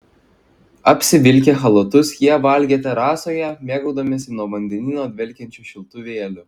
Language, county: Lithuanian, Klaipėda